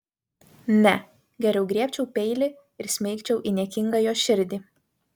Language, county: Lithuanian, Vilnius